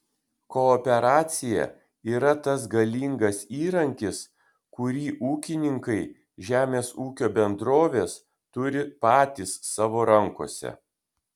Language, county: Lithuanian, Kaunas